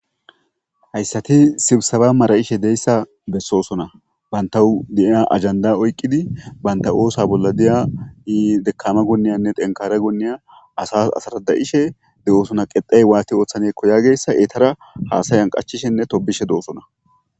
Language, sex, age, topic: Gamo, male, 25-35, government